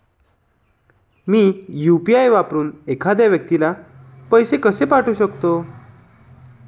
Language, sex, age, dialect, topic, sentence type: Marathi, male, 25-30, Standard Marathi, banking, question